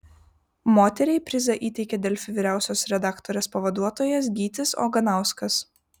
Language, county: Lithuanian, Vilnius